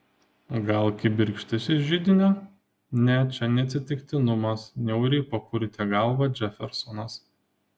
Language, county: Lithuanian, Panevėžys